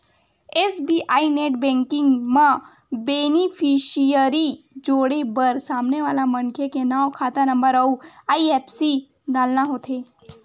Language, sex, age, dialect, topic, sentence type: Chhattisgarhi, male, 18-24, Western/Budati/Khatahi, banking, statement